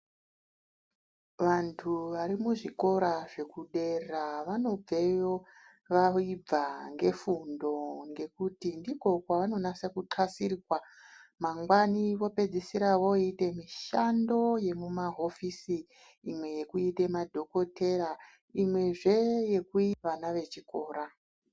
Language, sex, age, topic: Ndau, female, 36-49, education